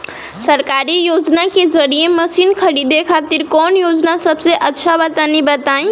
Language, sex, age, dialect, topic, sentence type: Bhojpuri, female, 18-24, Northern, agriculture, question